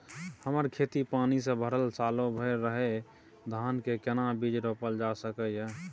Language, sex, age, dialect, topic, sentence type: Maithili, male, 18-24, Bajjika, agriculture, question